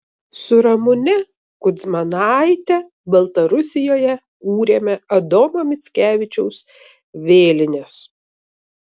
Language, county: Lithuanian, Vilnius